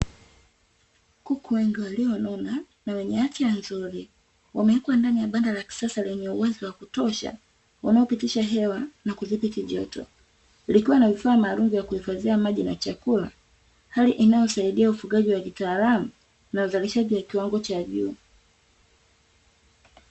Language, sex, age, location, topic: Swahili, female, 25-35, Dar es Salaam, agriculture